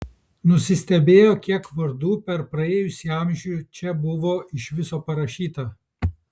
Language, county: Lithuanian, Kaunas